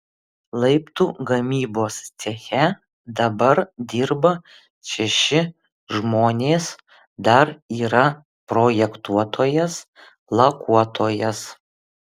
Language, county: Lithuanian, Vilnius